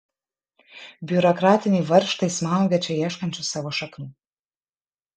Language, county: Lithuanian, Kaunas